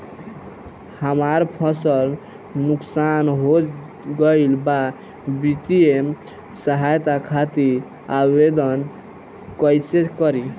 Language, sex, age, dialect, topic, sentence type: Bhojpuri, male, <18, Northern, agriculture, question